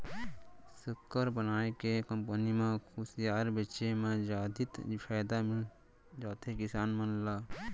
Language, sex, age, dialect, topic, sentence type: Chhattisgarhi, male, 56-60, Central, banking, statement